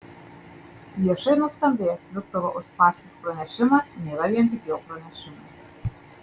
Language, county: Lithuanian, Marijampolė